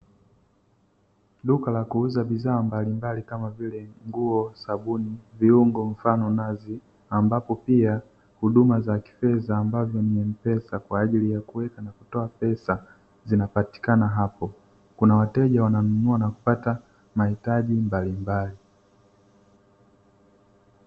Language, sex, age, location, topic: Swahili, male, 36-49, Dar es Salaam, finance